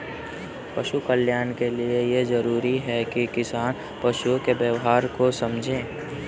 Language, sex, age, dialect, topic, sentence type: Hindi, male, 31-35, Kanauji Braj Bhasha, agriculture, statement